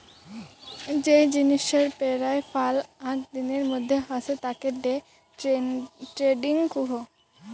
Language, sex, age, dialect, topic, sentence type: Bengali, female, <18, Rajbangshi, banking, statement